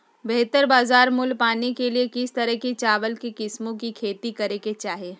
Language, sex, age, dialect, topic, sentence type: Magahi, female, 36-40, Southern, agriculture, question